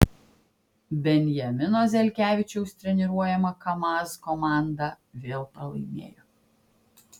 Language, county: Lithuanian, Klaipėda